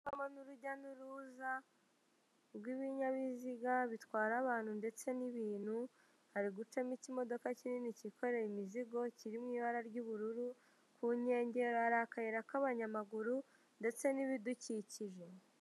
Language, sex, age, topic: Kinyarwanda, female, 18-24, government